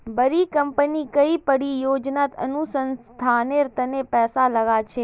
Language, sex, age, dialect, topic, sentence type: Magahi, female, 25-30, Northeastern/Surjapuri, banking, statement